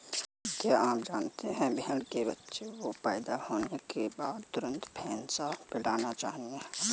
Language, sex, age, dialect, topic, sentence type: Hindi, male, 18-24, Marwari Dhudhari, agriculture, statement